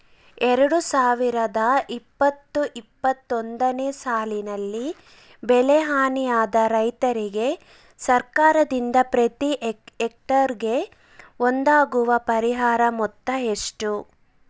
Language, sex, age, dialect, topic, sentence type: Kannada, female, 25-30, Central, agriculture, question